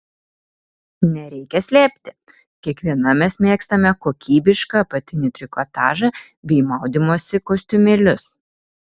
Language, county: Lithuanian, Vilnius